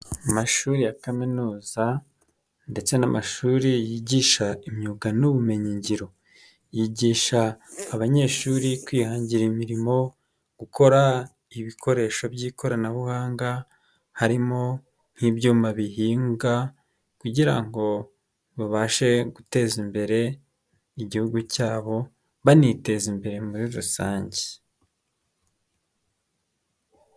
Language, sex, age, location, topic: Kinyarwanda, male, 25-35, Nyagatare, education